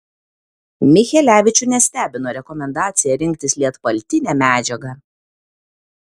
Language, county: Lithuanian, Kaunas